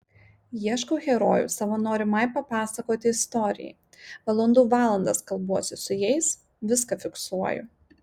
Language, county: Lithuanian, Marijampolė